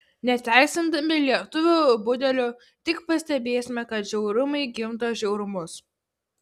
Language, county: Lithuanian, Kaunas